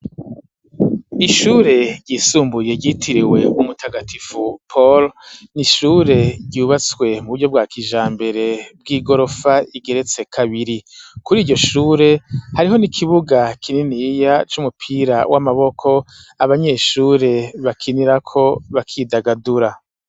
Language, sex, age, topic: Rundi, male, 36-49, education